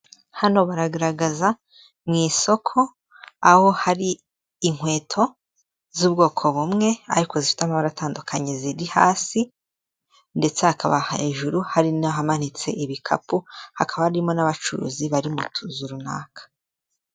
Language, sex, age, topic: Kinyarwanda, female, 18-24, finance